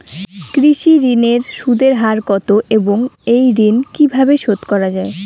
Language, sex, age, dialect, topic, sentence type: Bengali, female, 18-24, Rajbangshi, agriculture, question